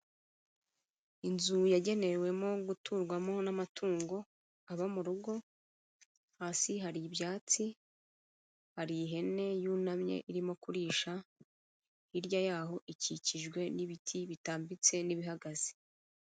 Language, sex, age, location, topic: Kinyarwanda, female, 36-49, Kigali, agriculture